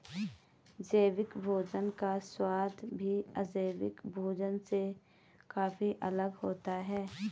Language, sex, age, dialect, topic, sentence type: Hindi, female, 31-35, Garhwali, agriculture, statement